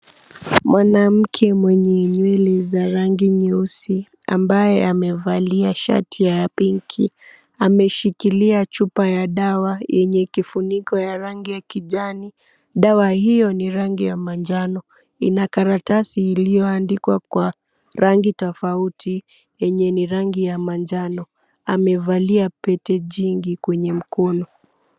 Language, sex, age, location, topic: Swahili, female, 18-24, Mombasa, health